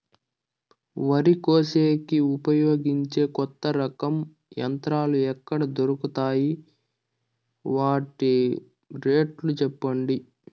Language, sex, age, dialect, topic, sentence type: Telugu, male, 41-45, Southern, agriculture, question